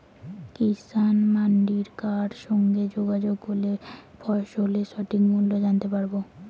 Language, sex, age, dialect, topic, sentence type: Bengali, female, 18-24, Rajbangshi, agriculture, question